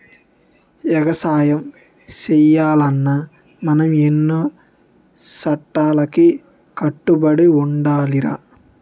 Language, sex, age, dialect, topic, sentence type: Telugu, male, 18-24, Utterandhra, agriculture, statement